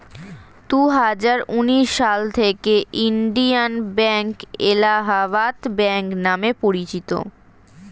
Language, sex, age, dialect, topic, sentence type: Bengali, female, 36-40, Standard Colloquial, banking, statement